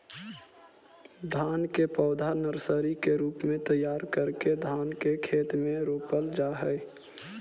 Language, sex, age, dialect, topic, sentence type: Magahi, male, 18-24, Central/Standard, agriculture, statement